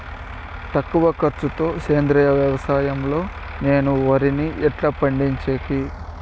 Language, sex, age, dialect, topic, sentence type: Telugu, male, 25-30, Southern, agriculture, question